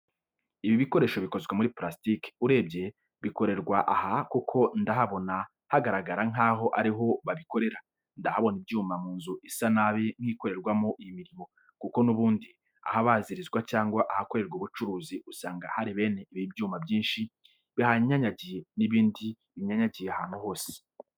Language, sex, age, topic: Kinyarwanda, male, 25-35, education